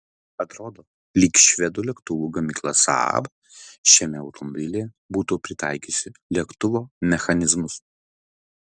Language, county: Lithuanian, Vilnius